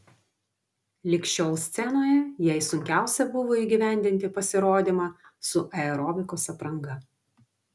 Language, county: Lithuanian, Vilnius